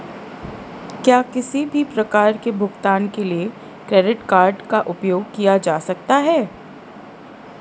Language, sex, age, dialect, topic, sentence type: Hindi, female, 31-35, Marwari Dhudhari, banking, question